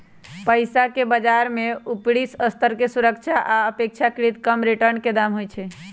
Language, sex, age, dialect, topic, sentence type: Magahi, female, 25-30, Western, banking, statement